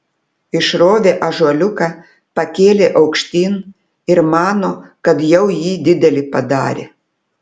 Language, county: Lithuanian, Telšiai